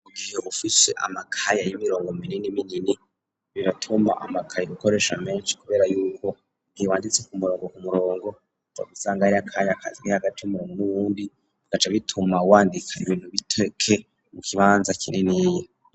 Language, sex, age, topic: Rundi, male, 36-49, education